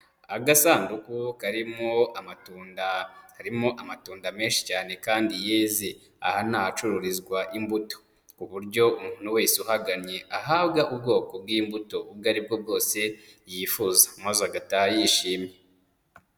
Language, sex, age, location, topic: Kinyarwanda, male, 25-35, Kigali, agriculture